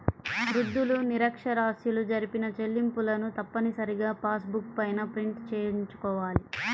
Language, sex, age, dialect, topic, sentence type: Telugu, female, 25-30, Central/Coastal, banking, statement